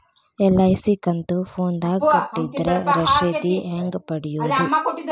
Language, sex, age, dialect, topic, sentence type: Kannada, female, 25-30, Dharwad Kannada, banking, question